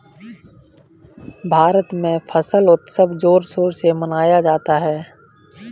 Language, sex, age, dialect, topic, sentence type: Hindi, male, 18-24, Kanauji Braj Bhasha, agriculture, statement